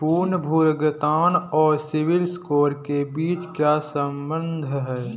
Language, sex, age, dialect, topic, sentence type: Hindi, male, 18-24, Marwari Dhudhari, banking, question